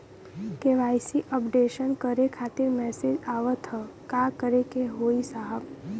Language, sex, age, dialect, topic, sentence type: Bhojpuri, female, 18-24, Western, banking, question